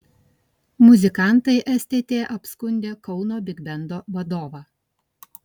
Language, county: Lithuanian, Kaunas